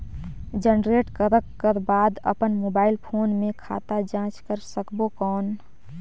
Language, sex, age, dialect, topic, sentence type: Chhattisgarhi, female, 18-24, Northern/Bhandar, banking, question